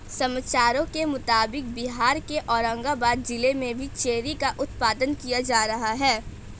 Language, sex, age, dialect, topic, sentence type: Hindi, female, 18-24, Hindustani Malvi Khadi Boli, agriculture, statement